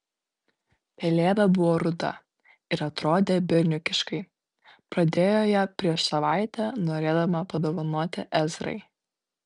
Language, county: Lithuanian, Vilnius